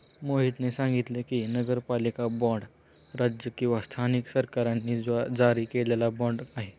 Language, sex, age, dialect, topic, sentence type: Marathi, male, 18-24, Standard Marathi, banking, statement